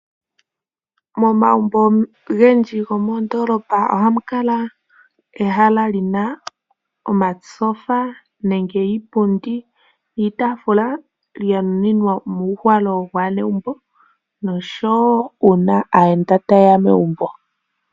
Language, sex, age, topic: Oshiwambo, female, 18-24, finance